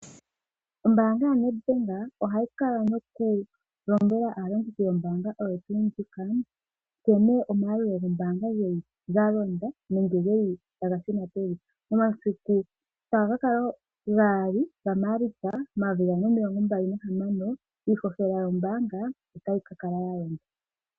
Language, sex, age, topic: Oshiwambo, female, 18-24, finance